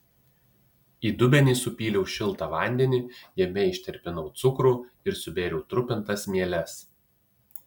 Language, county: Lithuanian, Utena